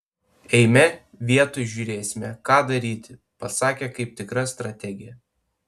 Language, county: Lithuanian, Panevėžys